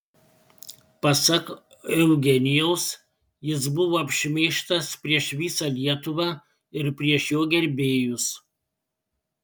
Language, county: Lithuanian, Panevėžys